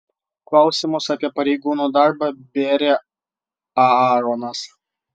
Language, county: Lithuanian, Vilnius